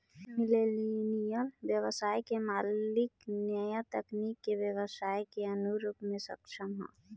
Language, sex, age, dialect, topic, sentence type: Bhojpuri, female, 25-30, Southern / Standard, banking, statement